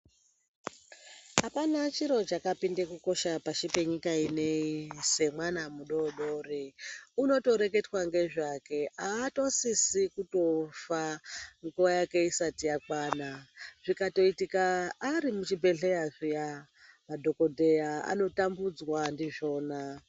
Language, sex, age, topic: Ndau, female, 50+, health